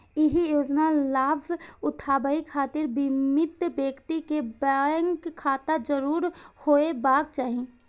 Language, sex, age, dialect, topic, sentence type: Maithili, female, 51-55, Eastern / Thethi, banking, statement